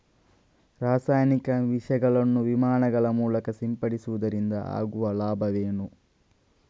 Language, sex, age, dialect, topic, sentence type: Kannada, male, 31-35, Coastal/Dakshin, agriculture, question